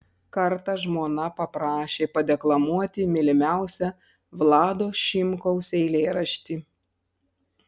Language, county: Lithuanian, Panevėžys